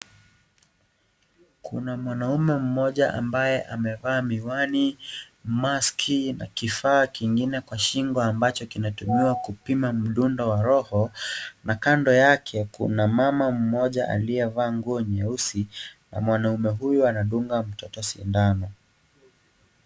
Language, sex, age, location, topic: Swahili, male, 18-24, Kisii, health